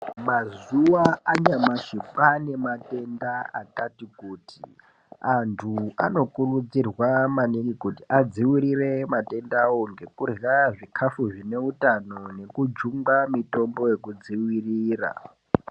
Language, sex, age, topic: Ndau, male, 18-24, health